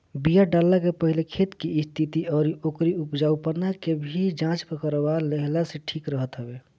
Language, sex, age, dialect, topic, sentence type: Bhojpuri, male, 25-30, Northern, agriculture, statement